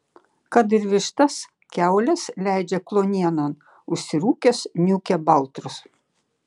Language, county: Lithuanian, Šiauliai